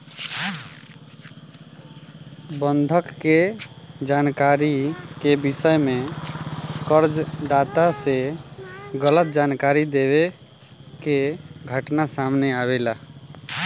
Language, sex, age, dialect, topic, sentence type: Bhojpuri, male, 18-24, Southern / Standard, banking, statement